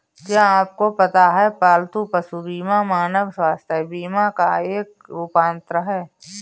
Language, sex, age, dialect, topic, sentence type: Hindi, female, 25-30, Awadhi Bundeli, banking, statement